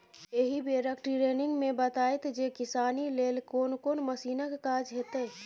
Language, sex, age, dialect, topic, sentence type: Maithili, female, 25-30, Bajjika, agriculture, statement